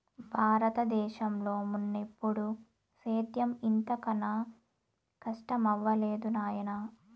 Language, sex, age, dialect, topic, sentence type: Telugu, female, 18-24, Southern, agriculture, statement